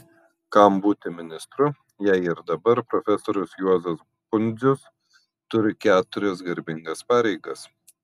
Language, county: Lithuanian, Panevėžys